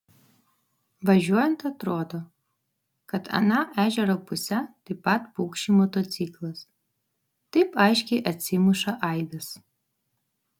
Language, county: Lithuanian, Vilnius